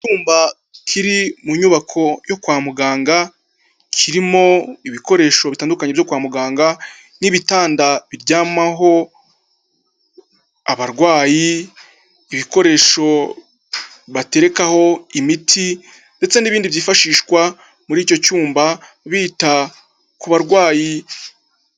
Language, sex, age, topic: Kinyarwanda, male, 25-35, health